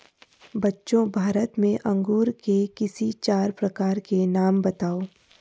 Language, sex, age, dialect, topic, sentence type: Hindi, female, 51-55, Garhwali, agriculture, statement